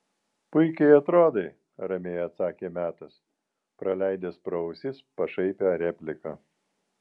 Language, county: Lithuanian, Vilnius